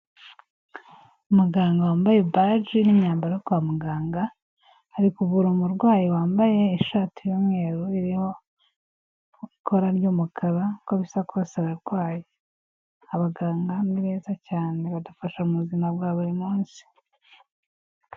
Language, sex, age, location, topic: Kinyarwanda, female, 18-24, Kigali, health